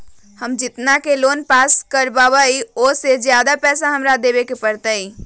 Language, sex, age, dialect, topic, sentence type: Magahi, female, 36-40, Western, banking, question